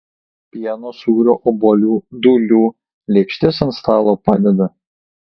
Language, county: Lithuanian, Kaunas